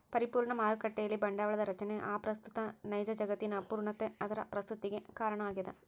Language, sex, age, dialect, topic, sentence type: Kannada, male, 18-24, Central, banking, statement